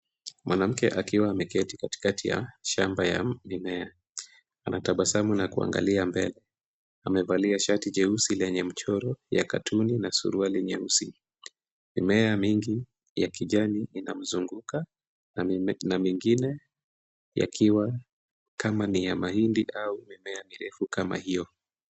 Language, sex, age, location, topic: Swahili, female, 18-24, Kisumu, agriculture